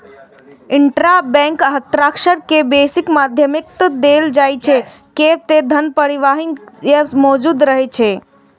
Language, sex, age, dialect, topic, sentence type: Maithili, female, 36-40, Eastern / Thethi, banking, statement